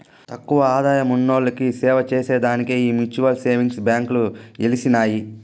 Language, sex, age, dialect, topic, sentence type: Telugu, male, 25-30, Southern, banking, statement